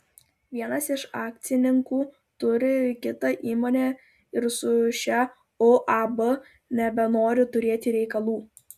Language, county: Lithuanian, Klaipėda